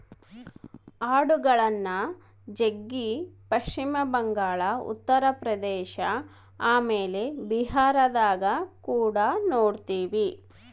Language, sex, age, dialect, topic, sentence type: Kannada, female, 36-40, Central, agriculture, statement